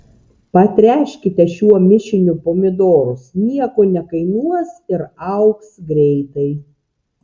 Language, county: Lithuanian, Tauragė